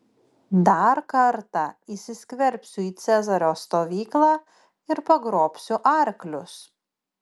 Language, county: Lithuanian, Panevėžys